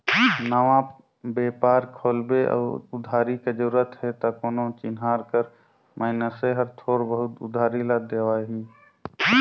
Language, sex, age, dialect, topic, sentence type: Chhattisgarhi, male, 25-30, Northern/Bhandar, banking, statement